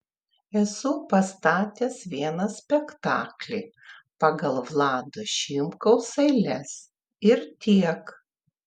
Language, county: Lithuanian, Klaipėda